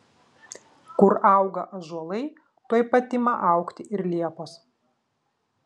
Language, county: Lithuanian, Vilnius